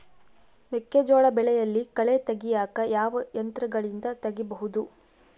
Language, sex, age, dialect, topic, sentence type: Kannada, female, 36-40, Central, agriculture, question